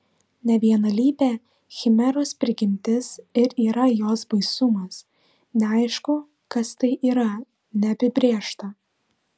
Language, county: Lithuanian, Vilnius